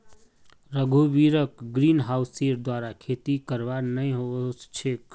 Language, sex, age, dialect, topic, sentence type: Magahi, male, 25-30, Northeastern/Surjapuri, agriculture, statement